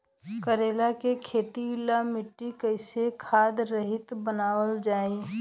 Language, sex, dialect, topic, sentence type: Bhojpuri, female, Southern / Standard, agriculture, question